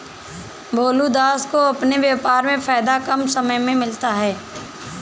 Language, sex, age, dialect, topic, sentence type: Hindi, female, 18-24, Awadhi Bundeli, banking, statement